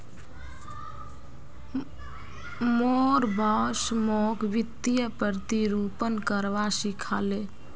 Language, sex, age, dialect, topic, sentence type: Magahi, female, 51-55, Northeastern/Surjapuri, banking, statement